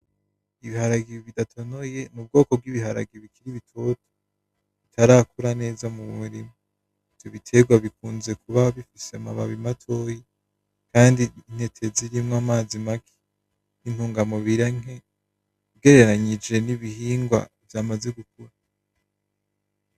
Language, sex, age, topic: Rundi, male, 18-24, agriculture